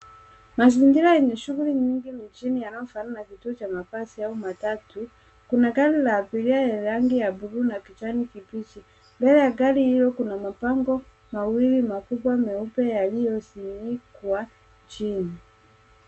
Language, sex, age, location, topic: Swahili, male, 18-24, Nairobi, government